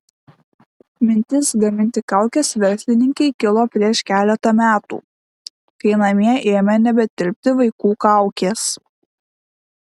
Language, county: Lithuanian, Klaipėda